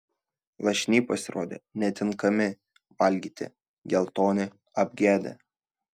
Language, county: Lithuanian, Šiauliai